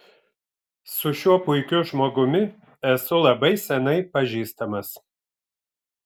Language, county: Lithuanian, Vilnius